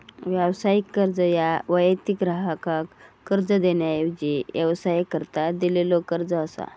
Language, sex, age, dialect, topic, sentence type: Marathi, female, 31-35, Southern Konkan, banking, statement